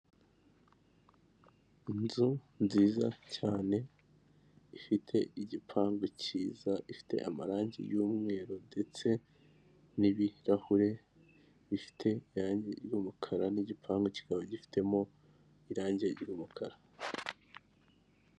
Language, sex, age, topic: Kinyarwanda, male, 18-24, government